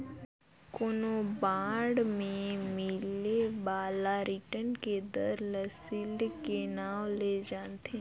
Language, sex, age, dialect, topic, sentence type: Chhattisgarhi, female, 51-55, Northern/Bhandar, banking, statement